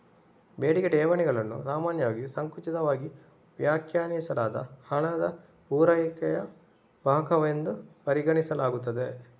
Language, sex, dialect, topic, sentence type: Kannada, male, Coastal/Dakshin, banking, statement